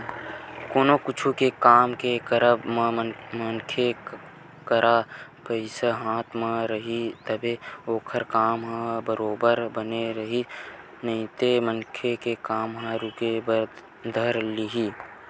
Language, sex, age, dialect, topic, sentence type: Chhattisgarhi, male, 18-24, Western/Budati/Khatahi, banking, statement